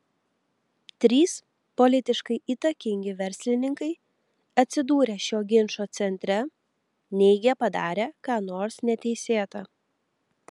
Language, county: Lithuanian, Telšiai